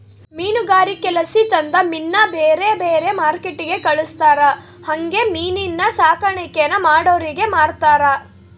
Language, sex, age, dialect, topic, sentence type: Kannada, female, 18-24, Central, agriculture, statement